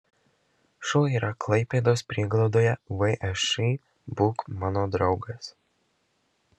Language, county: Lithuanian, Marijampolė